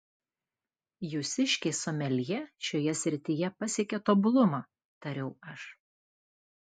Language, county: Lithuanian, Klaipėda